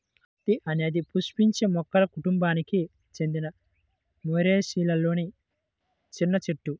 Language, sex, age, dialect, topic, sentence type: Telugu, male, 56-60, Central/Coastal, agriculture, statement